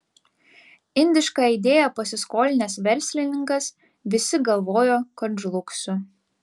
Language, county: Lithuanian, Vilnius